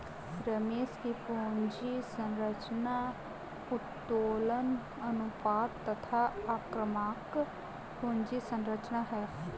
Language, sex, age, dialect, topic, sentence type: Hindi, female, 18-24, Kanauji Braj Bhasha, banking, statement